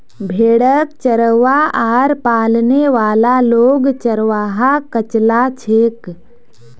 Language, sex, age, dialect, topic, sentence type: Magahi, female, 18-24, Northeastern/Surjapuri, agriculture, statement